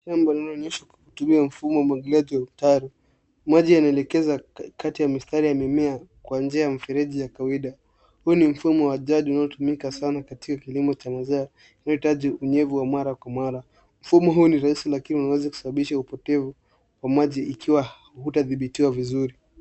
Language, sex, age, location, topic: Swahili, male, 18-24, Nairobi, agriculture